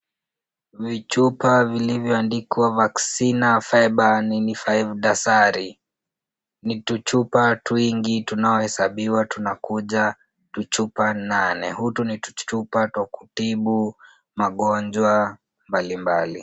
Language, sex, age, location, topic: Swahili, female, 18-24, Kisumu, health